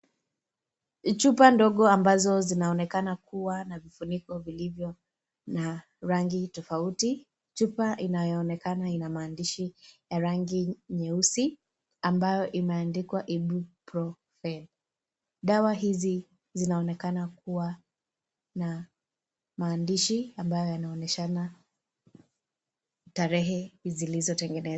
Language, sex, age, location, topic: Swahili, female, 18-24, Kisii, health